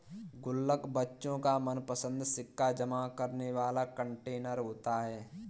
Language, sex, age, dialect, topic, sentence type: Hindi, female, 18-24, Kanauji Braj Bhasha, banking, statement